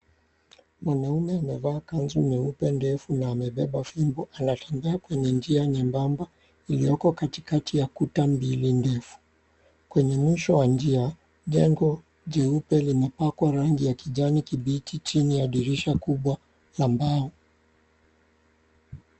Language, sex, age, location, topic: Swahili, male, 36-49, Mombasa, government